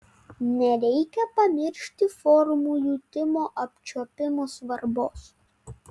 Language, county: Lithuanian, Vilnius